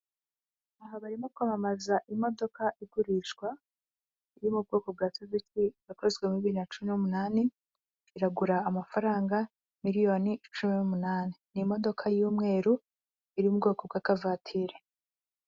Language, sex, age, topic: Kinyarwanda, female, 25-35, finance